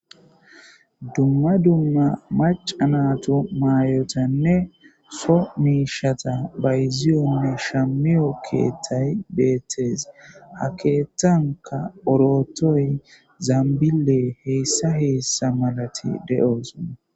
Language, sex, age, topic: Gamo, female, 18-24, government